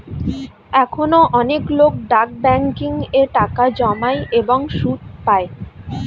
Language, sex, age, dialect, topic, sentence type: Bengali, female, 25-30, Standard Colloquial, banking, statement